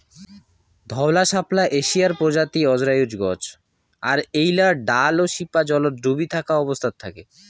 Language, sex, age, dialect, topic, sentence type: Bengali, male, 18-24, Rajbangshi, agriculture, statement